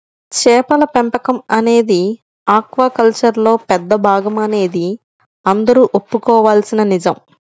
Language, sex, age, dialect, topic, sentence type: Telugu, male, 31-35, Central/Coastal, agriculture, statement